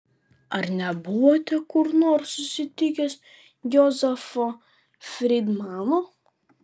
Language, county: Lithuanian, Vilnius